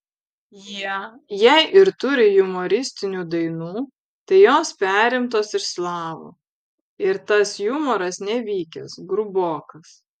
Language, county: Lithuanian, Vilnius